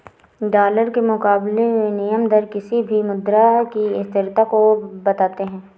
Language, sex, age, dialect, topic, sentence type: Hindi, female, 18-24, Awadhi Bundeli, banking, statement